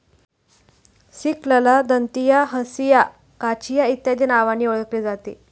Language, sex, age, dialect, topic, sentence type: Marathi, female, 18-24, Standard Marathi, agriculture, statement